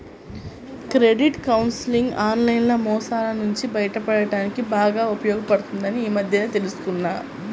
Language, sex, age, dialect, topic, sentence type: Telugu, female, 18-24, Central/Coastal, banking, statement